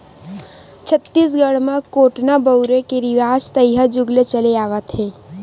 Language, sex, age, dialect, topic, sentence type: Chhattisgarhi, female, 18-24, Western/Budati/Khatahi, agriculture, statement